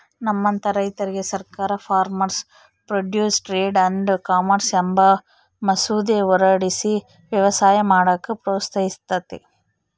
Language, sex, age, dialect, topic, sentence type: Kannada, female, 18-24, Central, agriculture, statement